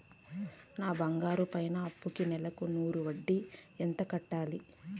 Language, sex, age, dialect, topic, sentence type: Telugu, female, 31-35, Southern, banking, question